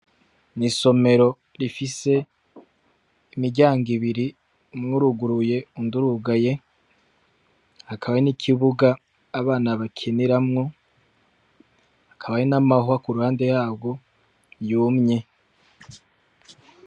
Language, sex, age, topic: Rundi, male, 25-35, education